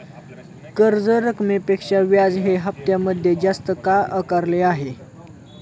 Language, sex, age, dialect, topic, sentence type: Marathi, male, 18-24, Standard Marathi, banking, question